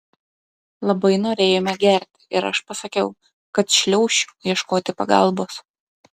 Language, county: Lithuanian, Klaipėda